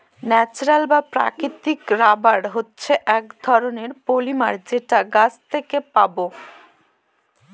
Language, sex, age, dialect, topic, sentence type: Bengali, female, 25-30, Northern/Varendri, agriculture, statement